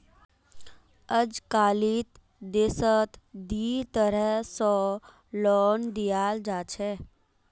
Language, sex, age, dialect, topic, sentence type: Magahi, female, 18-24, Northeastern/Surjapuri, banking, statement